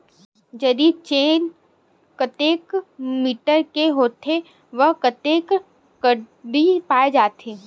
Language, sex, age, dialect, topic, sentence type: Chhattisgarhi, female, 18-24, Western/Budati/Khatahi, agriculture, question